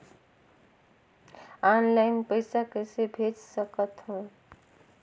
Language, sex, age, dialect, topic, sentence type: Chhattisgarhi, female, 36-40, Northern/Bhandar, banking, question